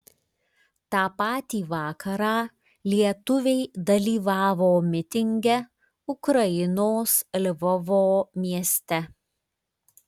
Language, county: Lithuanian, Klaipėda